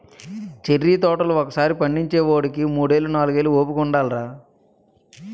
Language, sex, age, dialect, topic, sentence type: Telugu, male, 31-35, Utterandhra, agriculture, statement